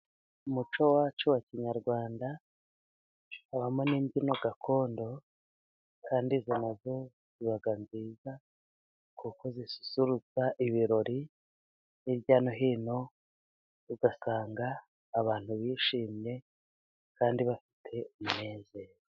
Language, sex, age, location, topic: Kinyarwanda, female, 36-49, Musanze, government